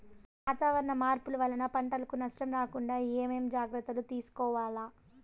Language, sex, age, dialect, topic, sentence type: Telugu, female, 18-24, Southern, agriculture, question